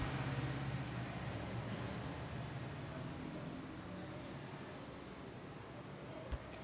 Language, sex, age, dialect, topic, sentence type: Marathi, female, 25-30, Varhadi, agriculture, statement